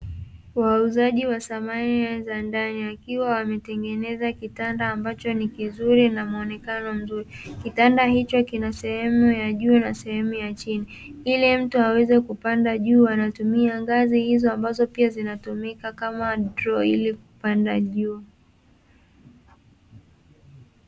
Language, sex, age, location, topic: Swahili, female, 18-24, Dar es Salaam, finance